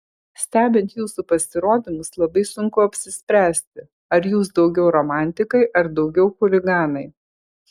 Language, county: Lithuanian, Kaunas